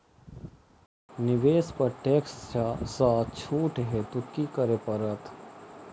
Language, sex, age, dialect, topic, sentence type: Maithili, male, 31-35, Southern/Standard, banking, question